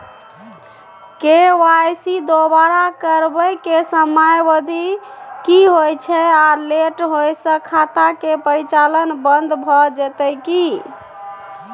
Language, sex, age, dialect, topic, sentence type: Maithili, female, 31-35, Bajjika, banking, question